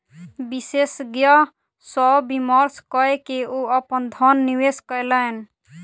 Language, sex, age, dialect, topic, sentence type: Maithili, female, 18-24, Southern/Standard, banking, statement